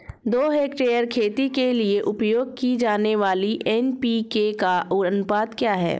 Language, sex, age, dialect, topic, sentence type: Hindi, female, 36-40, Awadhi Bundeli, agriculture, question